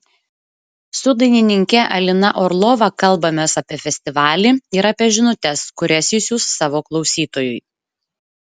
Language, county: Lithuanian, Šiauliai